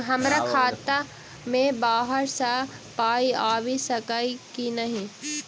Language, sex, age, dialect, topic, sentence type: Maithili, female, 18-24, Southern/Standard, banking, question